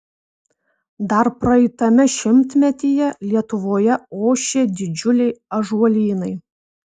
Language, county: Lithuanian, Vilnius